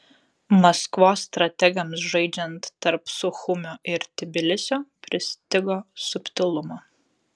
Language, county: Lithuanian, Telšiai